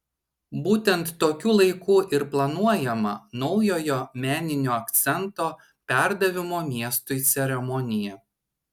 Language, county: Lithuanian, Šiauliai